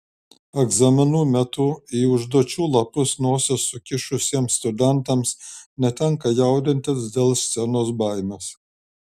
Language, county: Lithuanian, Šiauliai